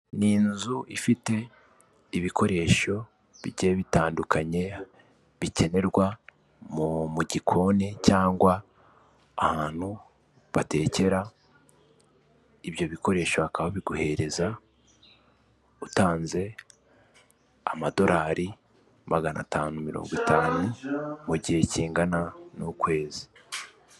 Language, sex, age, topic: Kinyarwanda, male, 18-24, finance